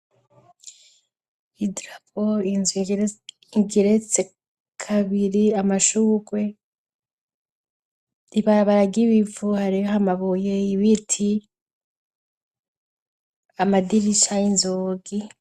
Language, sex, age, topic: Rundi, female, 25-35, education